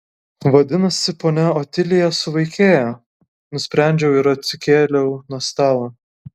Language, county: Lithuanian, Kaunas